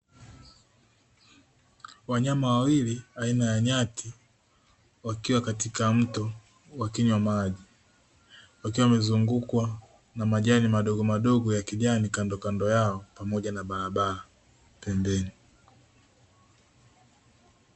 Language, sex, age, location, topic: Swahili, male, 18-24, Dar es Salaam, agriculture